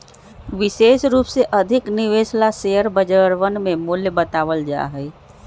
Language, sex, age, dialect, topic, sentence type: Magahi, female, 36-40, Western, banking, statement